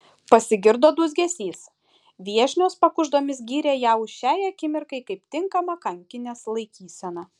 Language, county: Lithuanian, Šiauliai